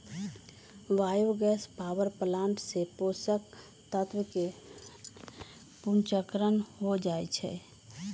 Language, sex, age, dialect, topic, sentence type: Magahi, female, 36-40, Western, agriculture, statement